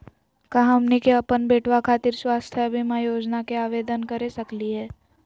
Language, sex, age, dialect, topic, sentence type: Magahi, female, 18-24, Southern, banking, question